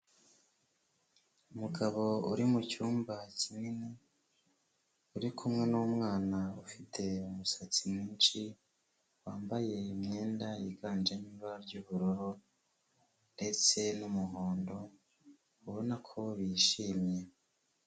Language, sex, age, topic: Kinyarwanda, male, 25-35, health